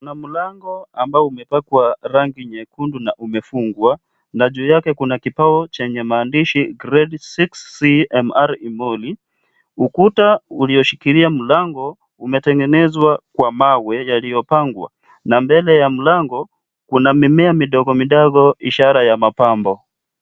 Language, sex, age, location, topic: Swahili, male, 25-35, Kisii, education